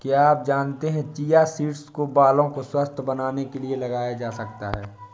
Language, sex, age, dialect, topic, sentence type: Hindi, male, 18-24, Awadhi Bundeli, agriculture, statement